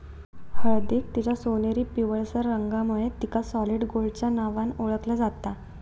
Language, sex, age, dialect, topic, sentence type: Marathi, female, 18-24, Southern Konkan, agriculture, statement